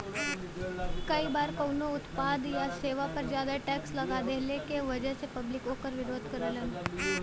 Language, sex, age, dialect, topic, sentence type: Bhojpuri, female, 18-24, Western, banking, statement